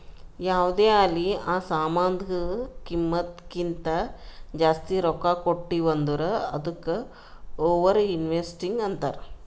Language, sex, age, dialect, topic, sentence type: Kannada, female, 36-40, Northeastern, banking, statement